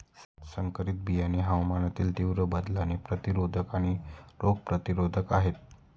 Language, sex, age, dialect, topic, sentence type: Marathi, male, 25-30, Standard Marathi, agriculture, statement